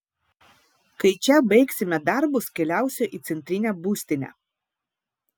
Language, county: Lithuanian, Vilnius